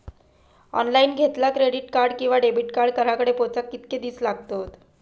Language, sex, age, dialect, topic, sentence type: Marathi, female, 18-24, Southern Konkan, banking, question